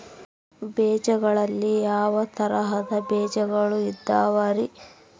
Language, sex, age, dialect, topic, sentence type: Kannada, male, 41-45, Central, agriculture, question